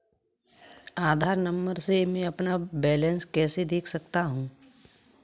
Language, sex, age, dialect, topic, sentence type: Hindi, male, 25-30, Kanauji Braj Bhasha, banking, question